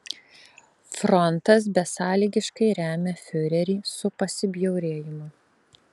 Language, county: Lithuanian, Alytus